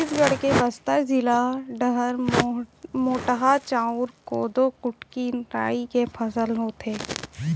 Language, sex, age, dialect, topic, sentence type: Chhattisgarhi, female, 18-24, Central, agriculture, statement